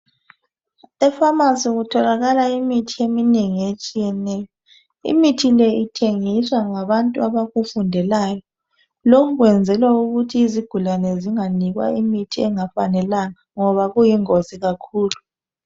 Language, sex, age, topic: North Ndebele, female, 25-35, health